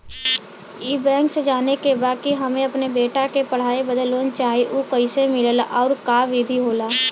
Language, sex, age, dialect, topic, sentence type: Bhojpuri, male, 18-24, Western, banking, question